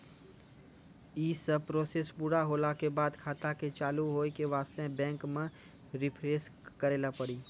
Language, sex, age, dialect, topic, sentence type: Maithili, male, 18-24, Angika, banking, question